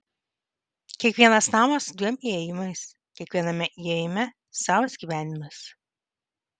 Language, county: Lithuanian, Vilnius